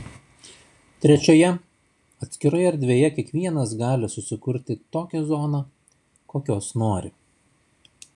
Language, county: Lithuanian, Šiauliai